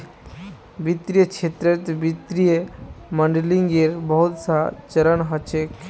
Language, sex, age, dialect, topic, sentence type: Magahi, male, 18-24, Northeastern/Surjapuri, banking, statement